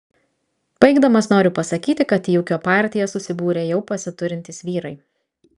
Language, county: Lithuanian, Vilnius